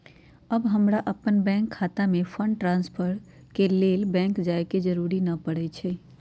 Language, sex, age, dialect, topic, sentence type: Magahi, female, 51-55, Western, banking, statement